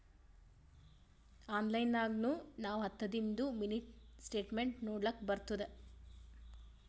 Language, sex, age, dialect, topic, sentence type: Kannada, female, 18-24, Northeastern, banking, statement